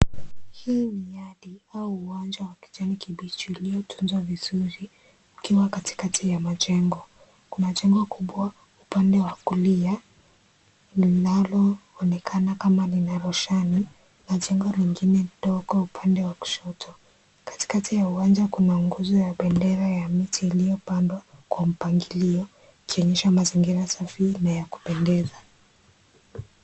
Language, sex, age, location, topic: Swahili, female, 18-24, Kisii, education